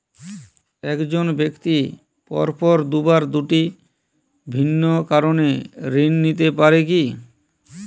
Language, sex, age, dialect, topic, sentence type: Bengali, female, 18-24, Jharkhandi, banking, question